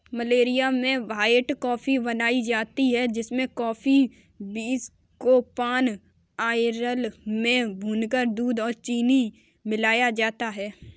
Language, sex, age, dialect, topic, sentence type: Hindi, female, 18-24, Kanauji Braj Bhasha, agriculture, statement